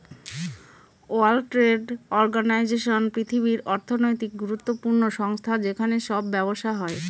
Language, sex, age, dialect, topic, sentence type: Bengali, female, 31-35, Northern/Varendri, banking, statement